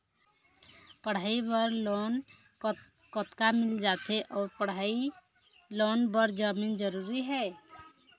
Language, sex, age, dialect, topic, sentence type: Chhattisgarhi, female, 25-30, Eastern, banking, question